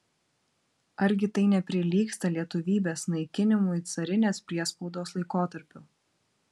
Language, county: Lithuanian, Vilnius